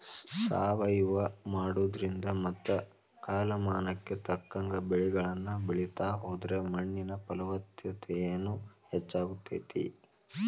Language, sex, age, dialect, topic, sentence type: Kannada, male, 18-24, Dharwad Kannada, agriculture, statement